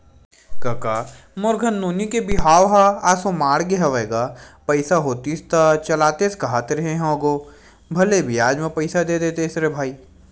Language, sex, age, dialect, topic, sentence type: Chhattisgarhi, male, 18-24, Western/Budati/Khatahi, banking, statement